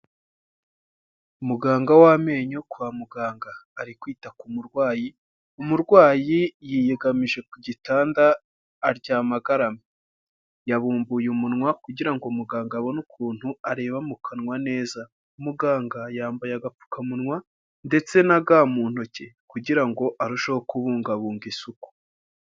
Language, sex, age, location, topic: Kinyarwanda, male, 25-35, Huye, health